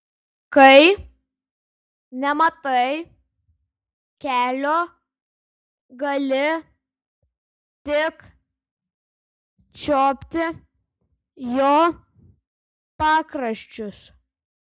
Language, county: Lithuanian, Šiauliai